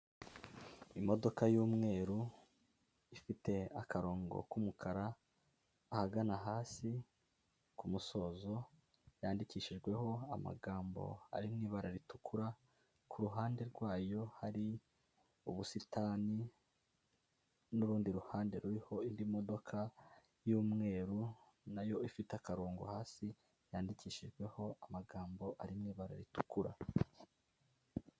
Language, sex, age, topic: Kinyarwanda, male, 18-24, government